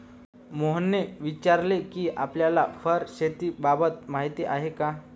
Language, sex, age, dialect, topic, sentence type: Marathi, male, 25-30, Standard Marathi, agriculture, statement